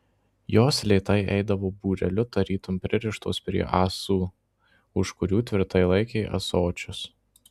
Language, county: Lithuanian, Marijampolė